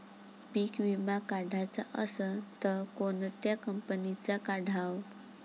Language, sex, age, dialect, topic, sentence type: Marathi, female, 46-50, Varhadi, agriculture, question